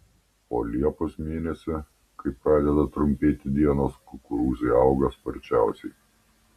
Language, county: Lithuanian, Panevėžys